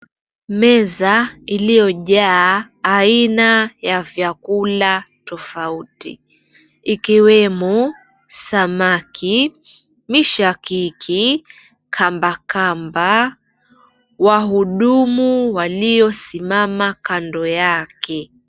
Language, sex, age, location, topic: Swahili, female, 25-35, Mombasa, agriculture